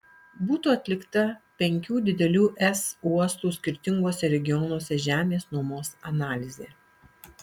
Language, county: Lithuanian, Alytus